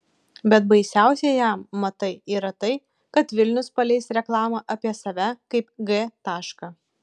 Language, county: Lithuanian, Kaunas